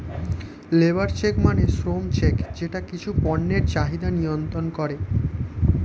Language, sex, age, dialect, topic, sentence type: Bengali, male, 18-24, Standard Colloquial, banking, statement